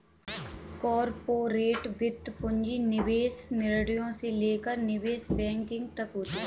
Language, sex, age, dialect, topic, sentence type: Hindi, female, 18-24, Kanauji Braj Bhasha, banking, statement